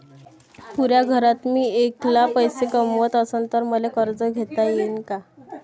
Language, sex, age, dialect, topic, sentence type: Marathi, female, 18-24, Varhadi, banking, question